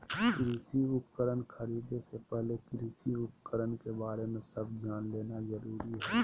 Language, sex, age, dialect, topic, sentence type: Magahi, male, 31-35, Southern, agriculture, statement